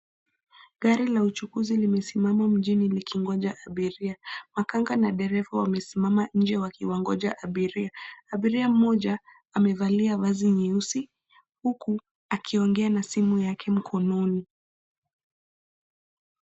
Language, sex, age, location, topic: Swahili, female, 25-35, Nairobi, government